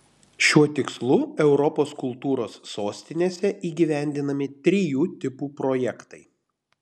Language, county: Lithuanian, Panevėžys